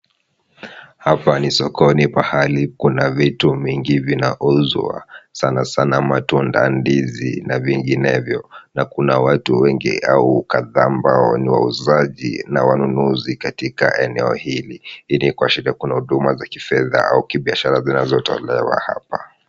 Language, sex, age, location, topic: Swahili, male, 18-24, Kisumu, finance